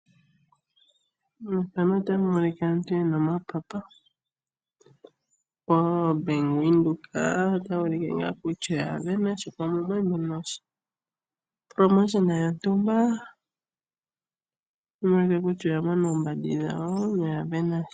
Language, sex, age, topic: Oshiwambo, female, 25-35, finance